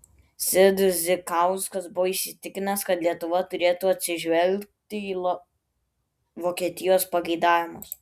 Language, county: Lithuanian, Klaipėda